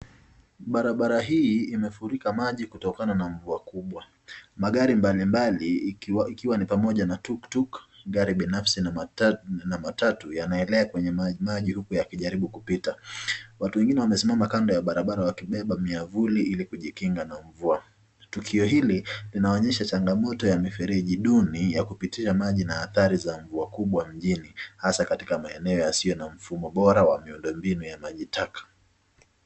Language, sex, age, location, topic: Swahili, male, 25-35, Nakuru, health